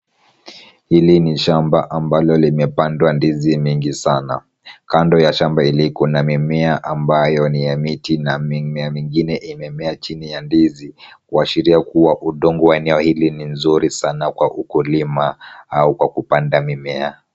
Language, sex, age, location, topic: Swahili, female, 25-35, Kisumu, agriculture